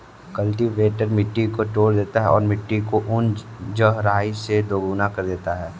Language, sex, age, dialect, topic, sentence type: Hindi, male, 46-50, Kanauji Braj Bhasha, agriculture, statement